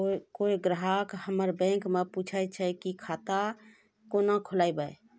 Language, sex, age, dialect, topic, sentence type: Maithili, female, 36-40, Angika, banking, question